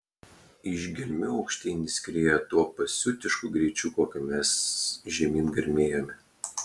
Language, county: Lithuanian, Klaipėda